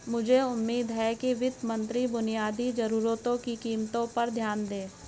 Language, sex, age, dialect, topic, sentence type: Hindi, female, 46-50, Hindustani Malvi Khadi Boli, banking, statement